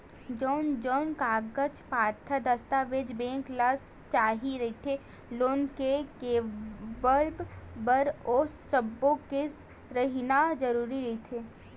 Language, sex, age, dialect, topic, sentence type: Chhattisgarhi, female, 18-24, Western/Budati/Khatahi, banking, statement